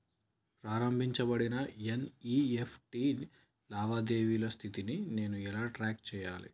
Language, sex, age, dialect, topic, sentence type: Telugu, male, 25-30, Telangana, banking, question